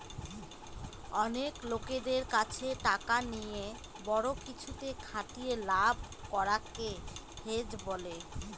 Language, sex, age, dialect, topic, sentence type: Bengali, female, 25-30, Northern/Varendri, banking, statement